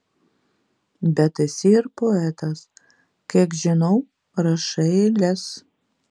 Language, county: Lithuanian, Vilnius